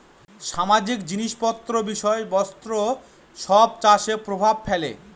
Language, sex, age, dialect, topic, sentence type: Bengali, male, 25-30, Northern/Varendri, agriculture, statement